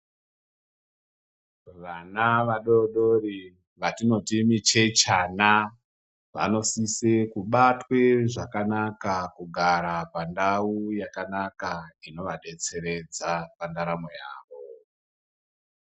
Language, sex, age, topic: Ndau, female, 50+, health